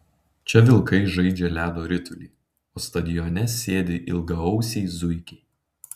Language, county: Lithuanian, Panevėžys